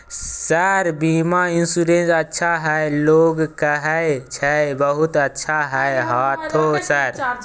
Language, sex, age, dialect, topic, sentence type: Maithili, male, 18-24, Bajjika, banking, question